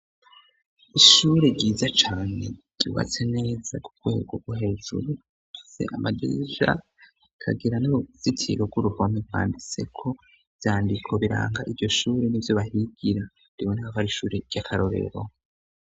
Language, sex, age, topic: Rundi, male, 25-35, education